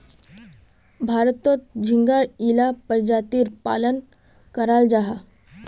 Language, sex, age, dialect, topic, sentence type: Magahi, female, 18-24, Northeastern/Surjapuri, agriculture, statement